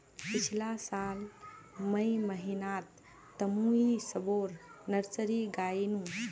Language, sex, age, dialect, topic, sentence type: Magahi, female, 25-30, Northeastern/Surjapuri, agriculture, statement